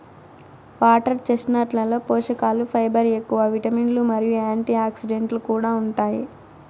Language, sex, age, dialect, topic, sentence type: Telugu, female, 18-24, Southern, agriculture, statement